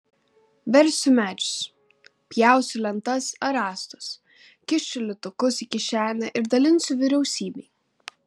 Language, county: Lithuanian, Kaunas